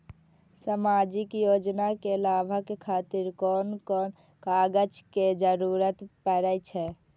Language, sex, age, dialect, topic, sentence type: Maithili, female, 18-24, Eastern / Thethi, banking, question